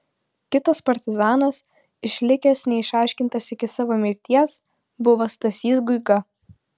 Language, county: Lithuanian, Utena